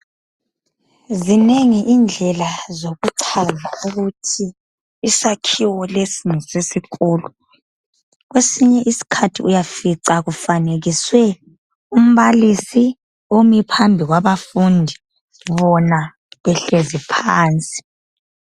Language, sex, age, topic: North Ndebele, female, 25-35, education